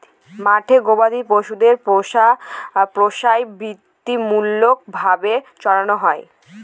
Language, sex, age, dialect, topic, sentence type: Bengali, female, 18-24, Northern/Varendri, agriculture, statement